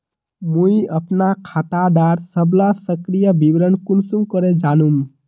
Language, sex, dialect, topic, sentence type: Magahi, male, Northeastern/Surjapuri, banking, question